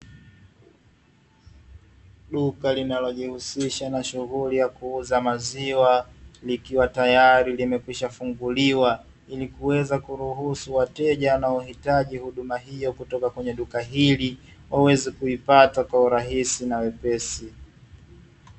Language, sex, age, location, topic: Swahili, male, 25-35, Dar es Salaam, finance